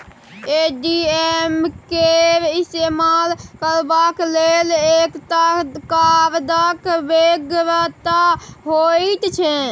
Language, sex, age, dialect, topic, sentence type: Maithili, male, 18-24, Bajjika, banking, statement